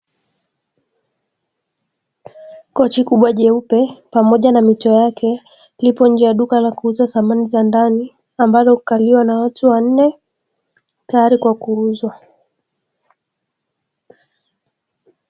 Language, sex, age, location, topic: Swahili, female, 18-24, Dar es Salaam, finance